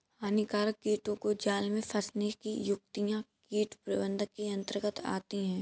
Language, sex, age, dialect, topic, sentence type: Hindi, male, 18-24, Kanauji Braj Bhasha, agriculture, statement